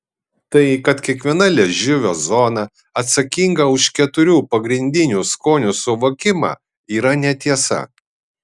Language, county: Lithuanian, Kaunas